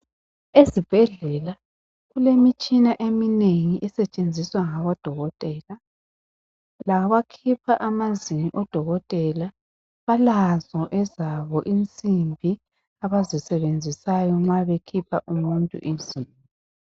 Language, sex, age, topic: North Ndebele, female, 25-35, health